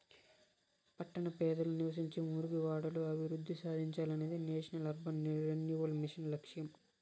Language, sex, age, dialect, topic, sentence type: Telugu, male, 41-45, Southern, banking, statement